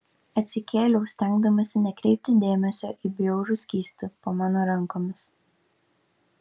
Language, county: Lithuanian, Kaunas